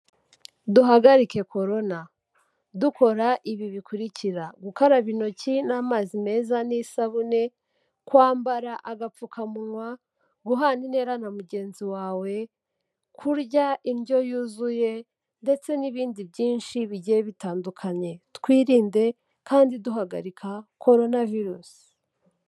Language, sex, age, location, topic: Kinyarwanda, female, 18-24, Kigali, health